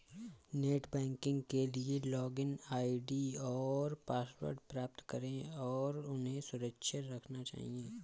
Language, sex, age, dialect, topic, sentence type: Hindi, male, 25-30, Awadhi Bundeli, banking, statement